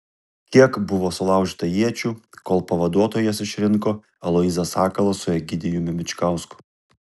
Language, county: Lithuanian, Kaunas